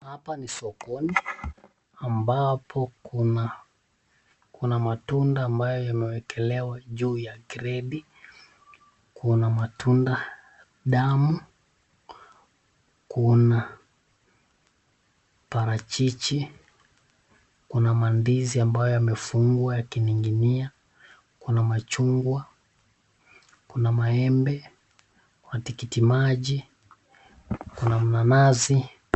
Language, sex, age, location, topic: Swahili, male, 25-35, Nakuru, finance